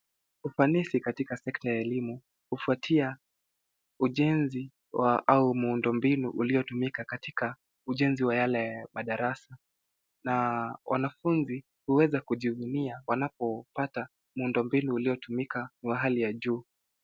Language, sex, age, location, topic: Swahili, male, 18-24, Nairobi, education